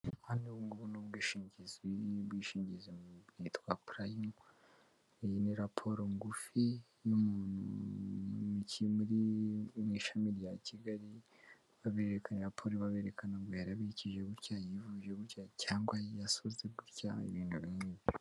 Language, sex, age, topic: Kinyarwanda, male, 18-24, finance